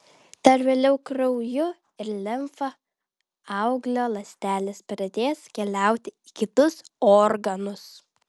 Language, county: Lithuanian, Vilnius